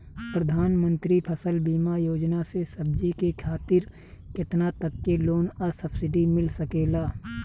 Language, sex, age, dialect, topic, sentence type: Bhojpuri, male, 36-40, Southern / Standard, agriculture, question